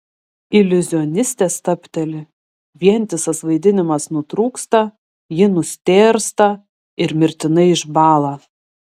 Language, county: Lithuanian, Šiauliai